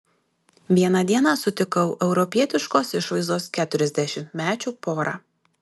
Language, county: Lithuanian, Alytus